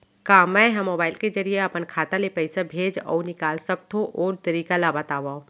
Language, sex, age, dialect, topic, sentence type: Chhattisgarhi, female, 25-30, Central, banking, question